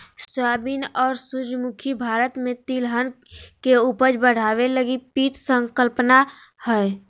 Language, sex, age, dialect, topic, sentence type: Magahi, female, 18-24, Southern, agriculture, statement